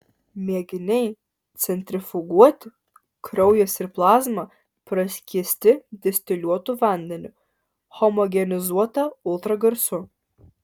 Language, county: Lithuanian, Alytus